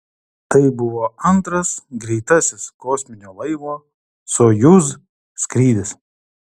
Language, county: Lithuanian, Kaunas